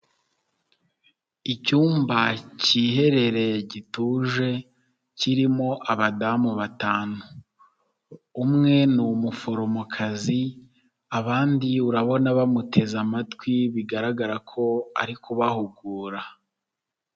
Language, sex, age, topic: Kinyarwanda, male, 25-35, health